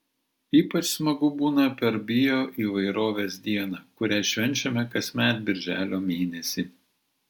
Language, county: Lithuanian, Vilnius